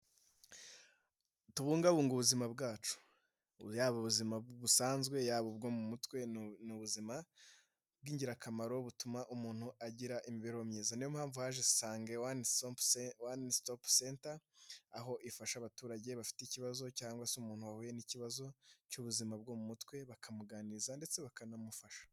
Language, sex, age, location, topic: Kinyarwanda, male, 25-35, Nyagatare, health